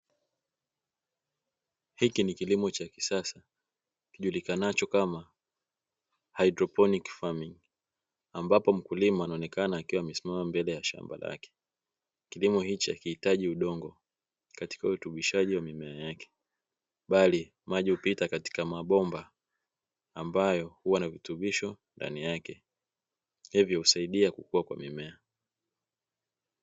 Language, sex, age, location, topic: Swahili, male, 25-35, Dar es Salaam, agriculture